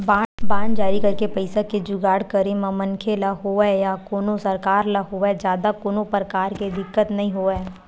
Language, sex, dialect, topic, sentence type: Chhattisgarhi, female, Western/Budati/Khatahi, banking, statement